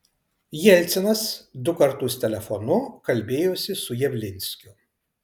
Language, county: Lithuanian, Kaunas